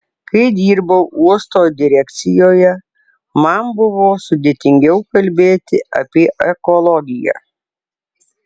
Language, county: Lithuanian, Alytus